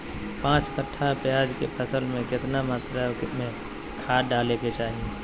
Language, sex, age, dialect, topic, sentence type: Magahi, male, 18-24, Southern, agriculture, question